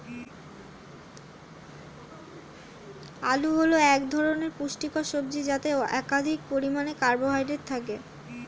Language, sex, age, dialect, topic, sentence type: Bengali, female, 25-30, Standard Colloquial, agriculture, statement